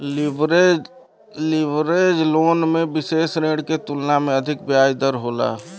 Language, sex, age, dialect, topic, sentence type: Bhojpuri, male, 36-40, Western, banking, statement